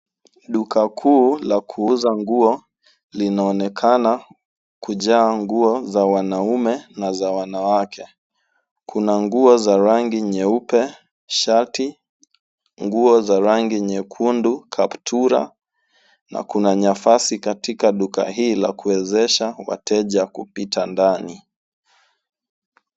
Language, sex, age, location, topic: Swahili, male, 18-24, Nairobi, finance